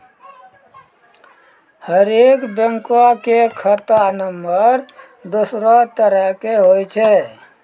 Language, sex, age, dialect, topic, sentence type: Maithili, male, 56-60, Angika, banking, statement